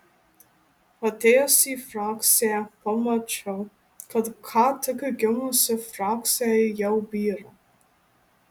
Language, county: Lithuanian, Marijampolė